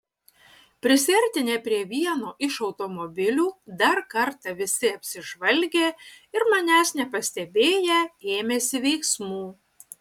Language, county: Lithuanian, Utena